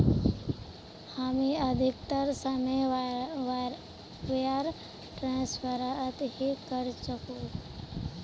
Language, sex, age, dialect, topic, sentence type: Magahi, female, 25-30, Northeastern/Surjapuri, banking, statement